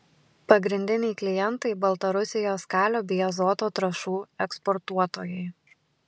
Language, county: Lithuanian, Panevėžys